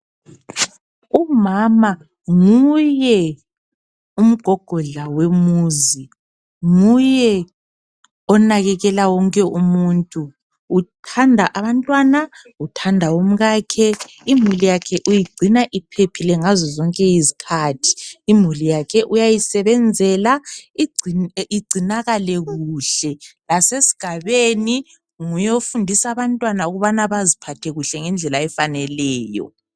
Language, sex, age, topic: North Ndebele, female, 25-35, health